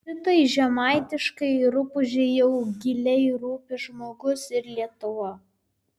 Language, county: Lithuanian, Vilnius